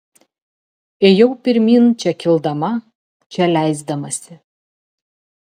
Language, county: Lithuanian, Telšiai